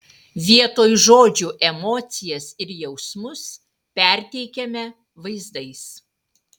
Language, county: Lithuanian, Utena